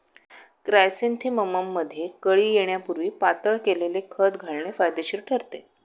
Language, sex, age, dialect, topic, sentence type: Marathi, female, 36-40, Standard Marathi, agriculture, statement